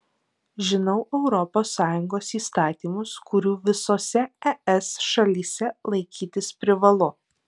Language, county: Lithuanian, Alytus